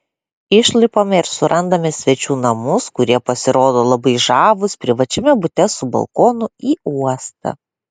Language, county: Lithuanian, Klaipėda